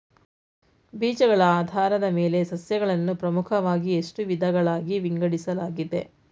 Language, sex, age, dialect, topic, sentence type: Kannada, female, 46-50, Mysore Kannada, agriculture, question